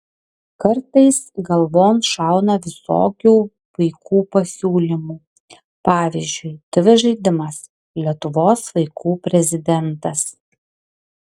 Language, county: Lithuanian, Klaipėda